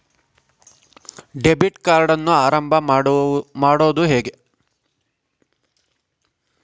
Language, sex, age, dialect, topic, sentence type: Kannada, male, 56-60, Central, banking, question